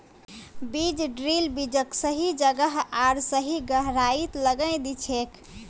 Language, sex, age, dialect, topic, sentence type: Magahi, female, 25-30, Northeastern/Surjapuri, agriculture, statement